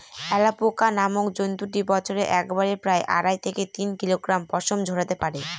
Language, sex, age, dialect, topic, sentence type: Bengali, female, 36-40, Northern/Varendri, agriculture, statement